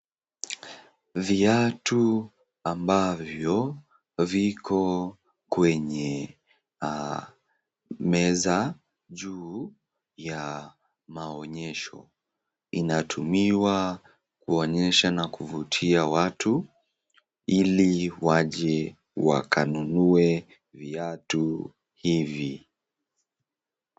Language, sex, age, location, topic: Swahili, male, 18-24, Nakuru, finance